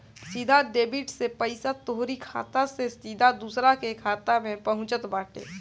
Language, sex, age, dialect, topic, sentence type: Bhojpuri, male, 18-24, Northern, banking, statement